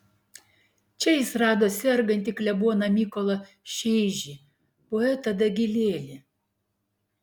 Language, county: Lithuanian, Klaipėda